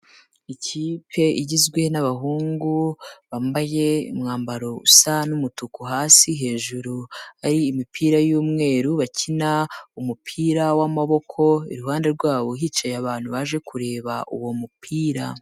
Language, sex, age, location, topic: Kinyarwanda, female, 18-24, Kigali, education